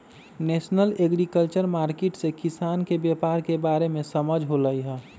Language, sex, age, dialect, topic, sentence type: Magahi, male, 25-30, Western, agriculture, statement